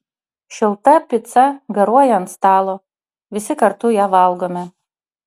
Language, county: Lithuanian, Utena